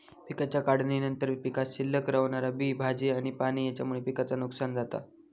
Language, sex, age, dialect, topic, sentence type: Marathi, male, 25-30, Southern Konkan, agriculture, statement